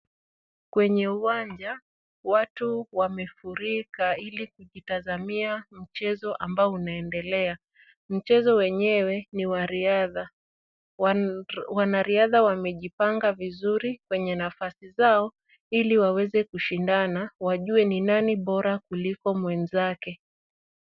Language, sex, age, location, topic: Swahili, female, 25-35, Kisumu, government